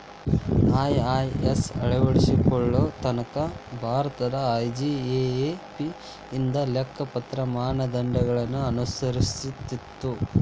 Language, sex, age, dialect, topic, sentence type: Kannada, male, 18-24, Dharwad Kannada, banking, statement